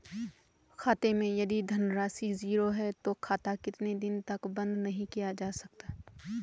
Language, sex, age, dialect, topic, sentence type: Hindi, female, 18-24, Garhwali, banking, question